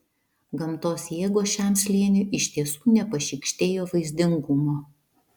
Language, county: Lithuanian, Vilnius